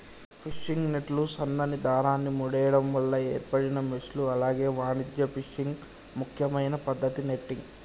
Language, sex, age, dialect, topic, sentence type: Telugu, male, 18-24, Telangana, agriculture, statement